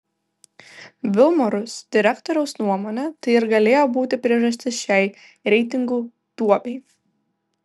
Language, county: Lithuanian, Vilnius